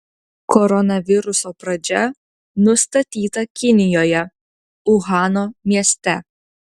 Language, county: Lithuanian, Utena